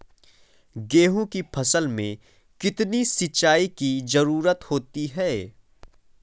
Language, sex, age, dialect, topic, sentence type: Hindi, male, 18-24, Awadhi Bundeli, agriculture, question